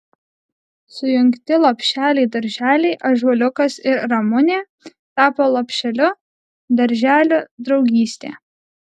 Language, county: Lithuanian, Alytus